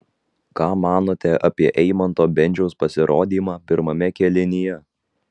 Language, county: Lithuanian, Vilnius